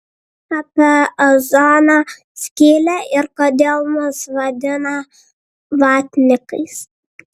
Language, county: Lithuanian, Vilnius